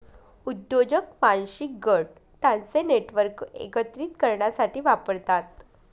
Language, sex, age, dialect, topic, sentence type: Marathi, female, 25-30, Northern Konkan, banking, statement